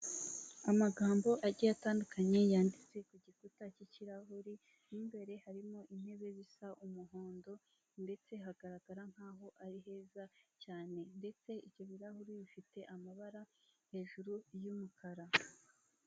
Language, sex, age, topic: Kinyarwanda, female, 18-24, finance